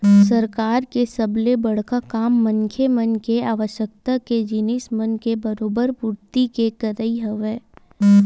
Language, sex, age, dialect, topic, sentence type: Chhattisgarhi, female, 18-24, Western/Budati/Khatahi, banking, statement